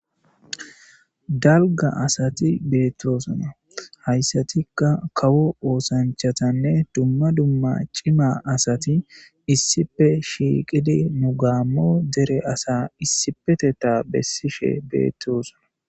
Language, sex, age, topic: Gamo, male, 25-35, government